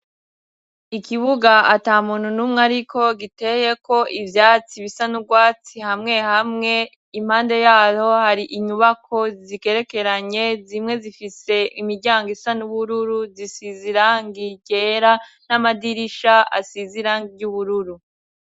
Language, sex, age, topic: Rundi, female, 18-24, education